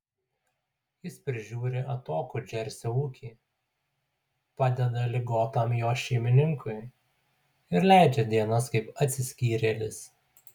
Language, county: Lithuanian, Utena